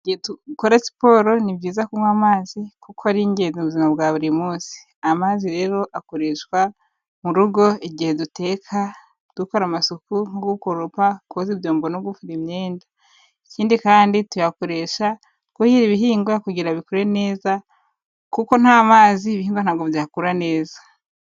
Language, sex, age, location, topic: Kinyarwanda, female, 25-35, Kigali, health